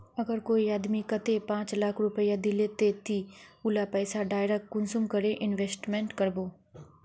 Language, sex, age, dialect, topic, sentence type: Magahi, female, 41-45, Northeastern/Surjapuri, banking, question